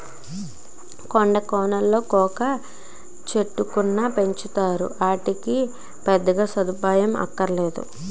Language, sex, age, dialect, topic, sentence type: Telugu, female, 18-24, Utterandhra, agriculture, statement